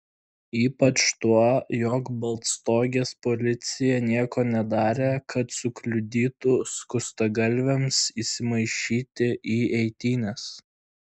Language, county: Lithuanian, Klaipėda